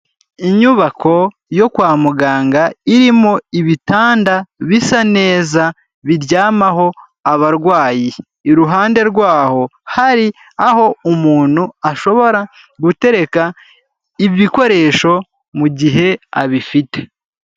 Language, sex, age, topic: Kinyarwanda, male, 18-24, health